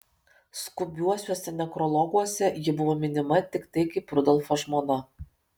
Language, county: Lithuanian, Kaunas